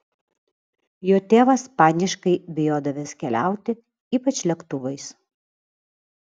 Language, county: Lithuanian, Vilnius